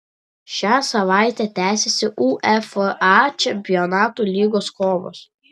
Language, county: Lithuanian, Vilnius